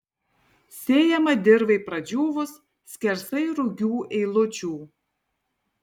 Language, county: Lithuanian, Tauragė